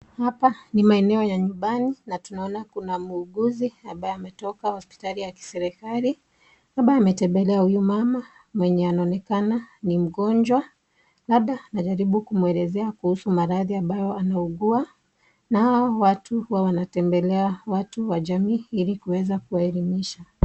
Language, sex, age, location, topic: Swahili, female, 25-35, Nakuru, health